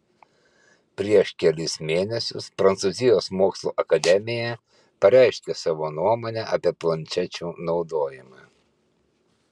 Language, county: Lithuanian, Kaunas